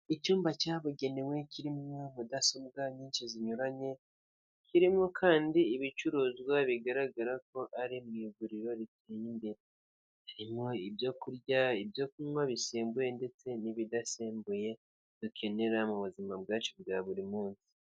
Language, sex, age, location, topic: Kinyarwanda, male, 50+, Kigali, finance